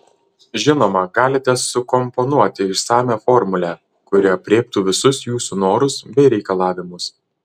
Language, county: Lithuanian, Marijampolė